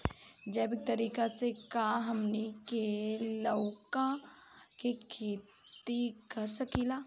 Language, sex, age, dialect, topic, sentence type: Bhojpuri, female, 25-30, Southern / Standard, agriculture, question